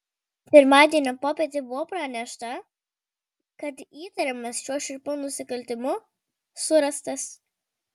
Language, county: Lithuanian, Vilnius